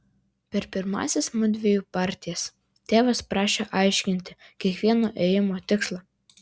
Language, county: Lithuanian, Klaipėda